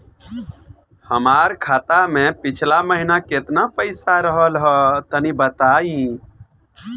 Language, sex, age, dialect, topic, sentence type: Bhojpuri, male, 41-45, Northern, banking, question